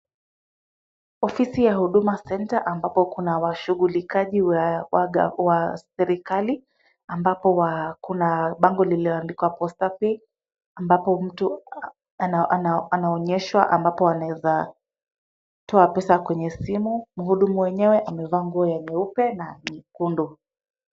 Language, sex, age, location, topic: Swahili, female, 25-35, Kisumu, government